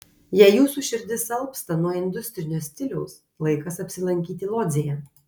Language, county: Lithuanian, Kaunas